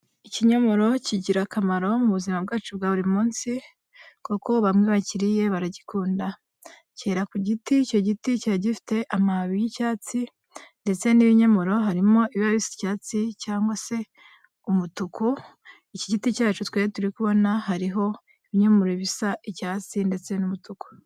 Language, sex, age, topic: Kinyarwanda, female, 18-24, agriculture